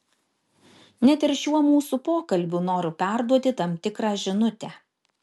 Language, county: Lithuanian, Šiauliai